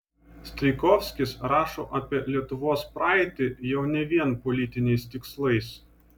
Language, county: Lithuanian, Vilnius